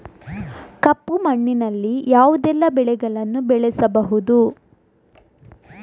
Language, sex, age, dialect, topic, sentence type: Kannada, female, 46-50, Coastal/Dakshin, agriculture, question